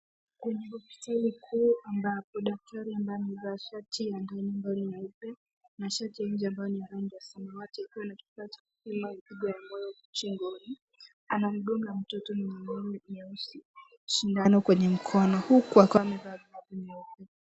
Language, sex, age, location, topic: Swahili, female, 18-24, Nairobi, health